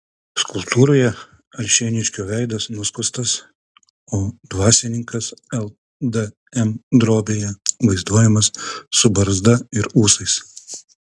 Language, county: Lithuanian, Kaunas